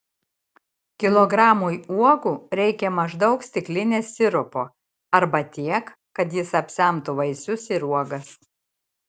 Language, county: Lithuanian, Šiauliai